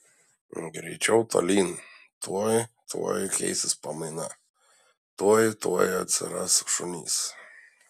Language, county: Lithuanian, Šiauliai